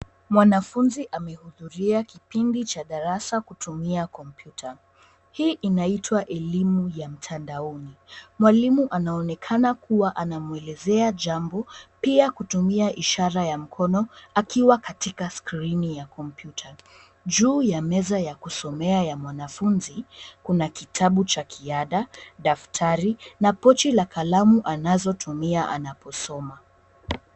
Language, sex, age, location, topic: Swahili, female, 18-24, Nairobi, education